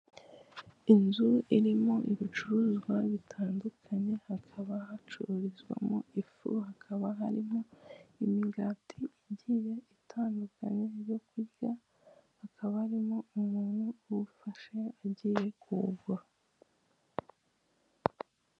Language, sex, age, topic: Kinyarwanda, female, 25-35, finance